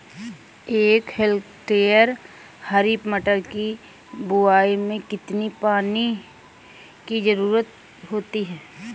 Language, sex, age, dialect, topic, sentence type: Hindi, female, 25-30, Awadhi Bundeli, agriculture, question